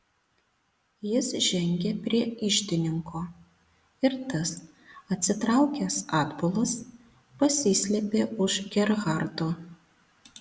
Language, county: Lithuanian, Panevėžys